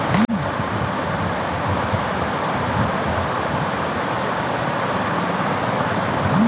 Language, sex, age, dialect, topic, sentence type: Telugu, female, 25-30, Telangana, banking, question